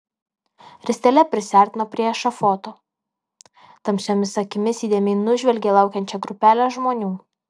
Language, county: Lithuanian, Alytus